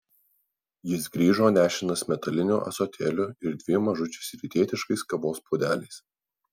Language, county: Lithuanian, Alytus